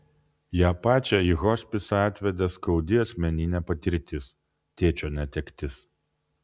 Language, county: Lithuanian, Vilnius